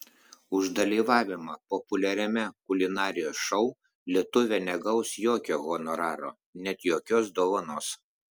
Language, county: Lithuanian, Klaipėda